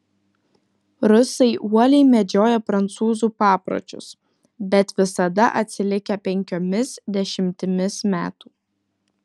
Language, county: Lithuanian, Kaunas